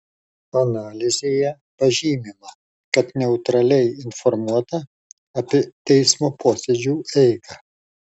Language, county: Lithuanian, Alytus